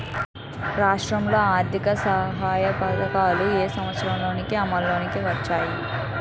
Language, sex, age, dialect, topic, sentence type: Telugu, female, 18-24, Utterandhra, agriculture, question